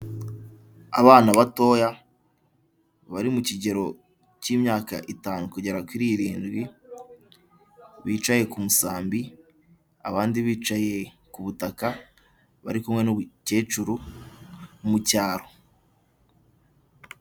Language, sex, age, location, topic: Kinyarwanda, male, 18-24, Kigali, health